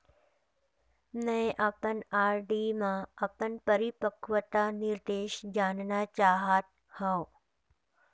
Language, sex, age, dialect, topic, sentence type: Chhattisgarhi, female, 56-60, Central, banking, statement